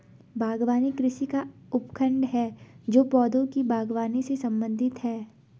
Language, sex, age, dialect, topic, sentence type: Hindi, female, 18-24, Garhwali, agriculture, statement